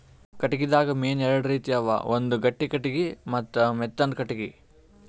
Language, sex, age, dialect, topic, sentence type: Kannada, male, 18-24, Northeastern, agriculture, statement